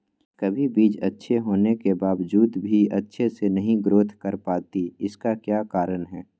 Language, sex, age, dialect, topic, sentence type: Magahi, male, 41-45, Western, agriculture, question